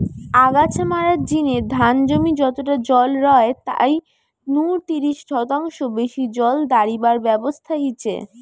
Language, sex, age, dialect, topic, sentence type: Bengali, female, 18-24, Western, agriculture, statement